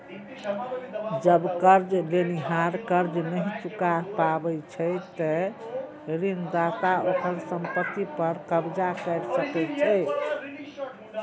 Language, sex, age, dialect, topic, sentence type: Maithili, female, 36-40, Eastern / Thethi, banking, statement